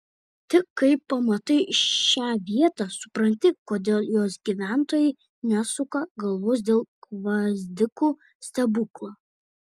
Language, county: Lithuanian, Šiauliai